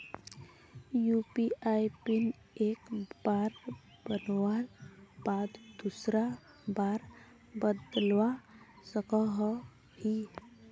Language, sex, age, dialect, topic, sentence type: Magahi, female, 18-24, Northeastern/Surjapuri, banking, question